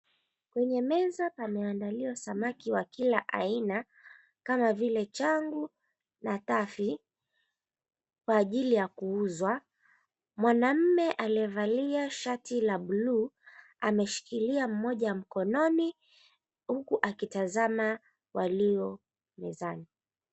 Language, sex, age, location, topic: Swahili, female, 25-35, Mombasa, agriculture